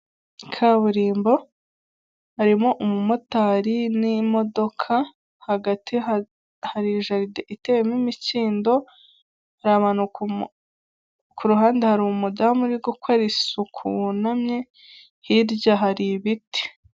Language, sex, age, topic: Kinyarwanda, female, 18-24, government